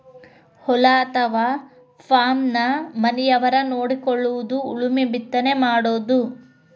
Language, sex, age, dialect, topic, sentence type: Kannada, female, 25-30, Dharwad Kannada, agriculture, statement